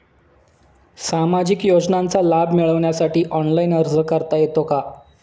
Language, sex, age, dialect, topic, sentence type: Marathi, male, 25-30, Standard Marathi, banking, question